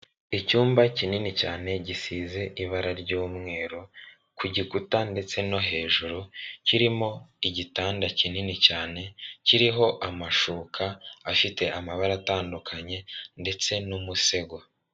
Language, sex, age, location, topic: Kinyarwanda, male, 36-49, Kigali, finance